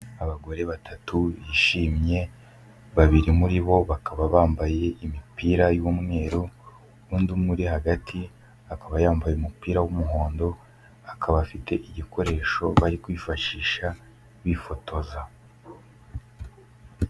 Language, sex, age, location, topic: Kinyarwanda, male, 18-24, Kigali, health